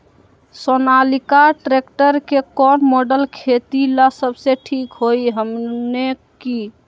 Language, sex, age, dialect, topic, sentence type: Magahi, male, 18-24, Western, agriculture, question